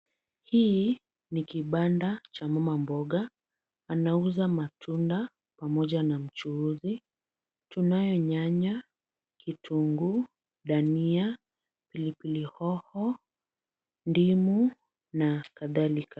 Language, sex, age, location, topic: Swahili, female, 25-35, Kisumu, finance